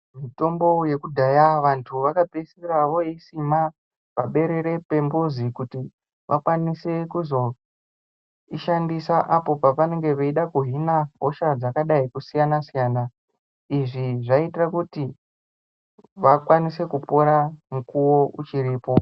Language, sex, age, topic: Ndau, male, 25-35, health